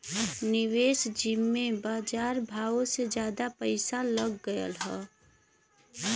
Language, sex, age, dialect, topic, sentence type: Bhojpuri, female, 25-30, Western, banking, statement